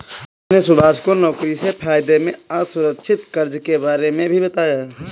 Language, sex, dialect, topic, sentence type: Hindi, male, Kanauji Braj Bhasha, banking, statement